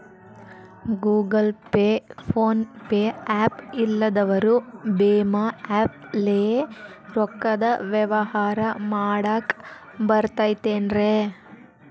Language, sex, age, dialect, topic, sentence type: Kannada, female, 18-24, Dharwad Kannada, banking, question